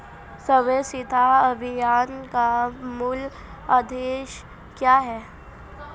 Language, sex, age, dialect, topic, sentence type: Hindi, female, 18-24, Marwari Dhudhari, banking, question